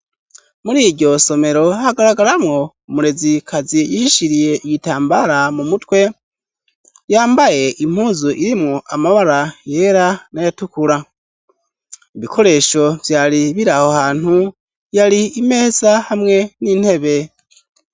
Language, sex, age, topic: Rundi, male, 18-24, education